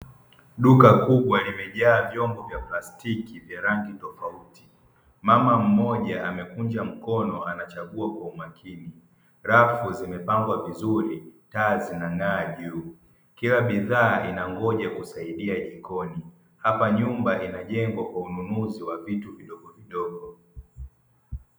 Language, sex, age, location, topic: Swahili, male, 50+, Dar es Salaam, finance